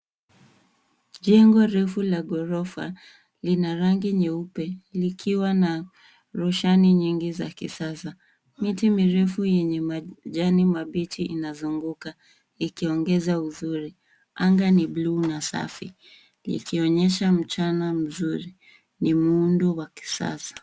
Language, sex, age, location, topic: Swahili, female, 18-24, Nairobi, finance